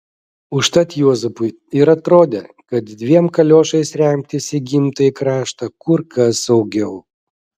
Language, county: Lithuanian, Vilnius